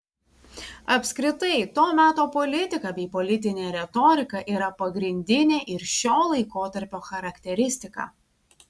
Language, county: Lithuanian, Vilnius